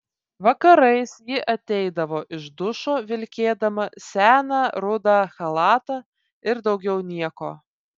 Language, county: Lithuanian, Vilnius